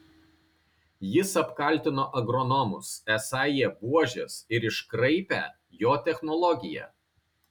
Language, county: Lithuanian, Kaunas